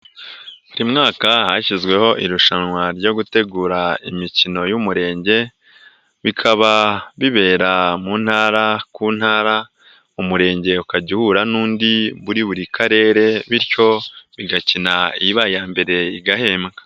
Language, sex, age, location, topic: Kinyarwanda, female, 18-24, Nyagatare, government